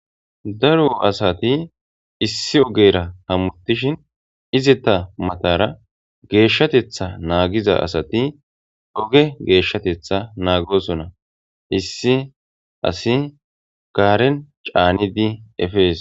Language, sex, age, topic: Gamo, male, 18-24, government